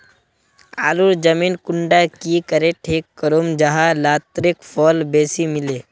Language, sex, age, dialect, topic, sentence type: Magahi, male, 18-24, Northeastern/Surjapuri, agriculture, question